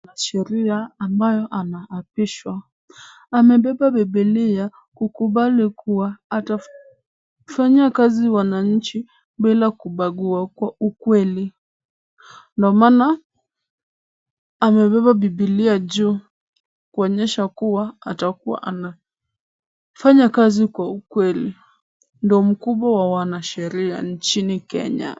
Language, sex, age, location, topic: Swahili, male, 18-24, Kisumu, government